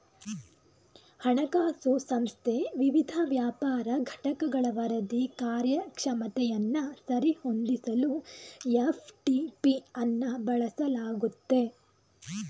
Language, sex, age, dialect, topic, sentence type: Kannada, female, 18-24, Mysore Kannada, banking, statement